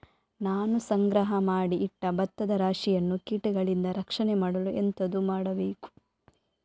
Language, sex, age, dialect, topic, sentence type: Kannada, female, 25-30, Coastal/Dakshin, agriculture, question